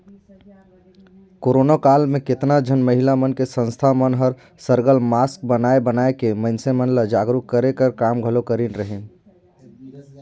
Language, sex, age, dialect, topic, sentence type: Chhattisgarhi, male, 18-24, Northern/Bhandar, banking, statement